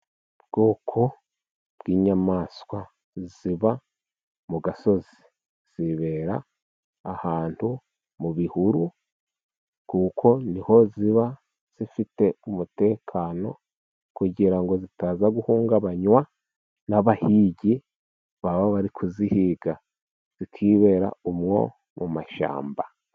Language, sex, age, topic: Kinyarwanda, male, 36-49, agriculture